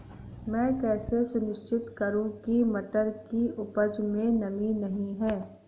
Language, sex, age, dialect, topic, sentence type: Hindi, female, 31-35, Awadhi Bundeli, agriculture, question